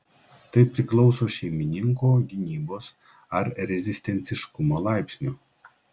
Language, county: Lithuanian, Klaipėda